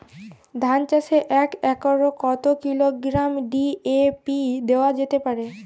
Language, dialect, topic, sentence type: Bengali, Jharkhandi, agriculture, question